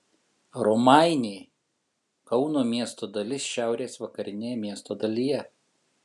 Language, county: Lithuanian, Kaunas